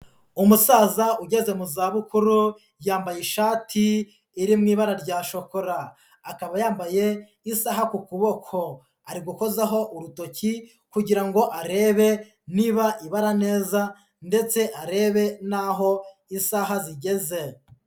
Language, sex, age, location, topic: Kinyarwanda, female, 18-24, Huye, health